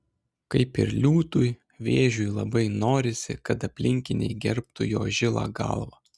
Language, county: Lithuanian, Klaipėda